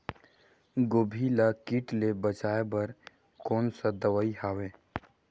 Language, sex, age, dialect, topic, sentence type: Chhattisgarhi, male, 60-100, Western/Budati/Khatahi, agriculture, question